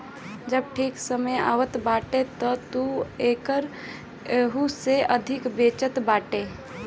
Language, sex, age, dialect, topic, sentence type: Bhojpuri, female, 18-24, Northern, banking, statement